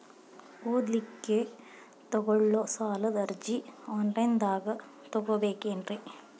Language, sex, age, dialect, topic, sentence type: Kannada, female, 25-30, Dharwad Kannada, banking, question